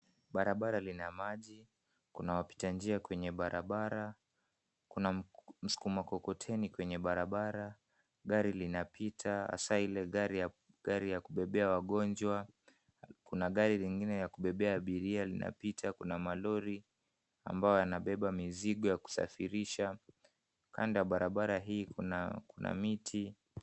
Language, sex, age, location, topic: Swahili, male, 18-24, Kisumu, health